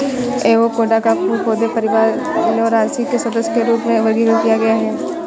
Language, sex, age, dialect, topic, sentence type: Hindi, female, 56-60, Awadhi Bundeli, agriculture, statement